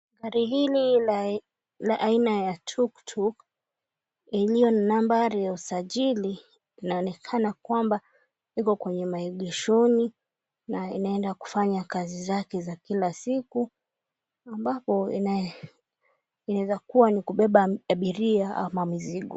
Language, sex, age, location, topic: Swahili, female, 25-35, Mombasa, government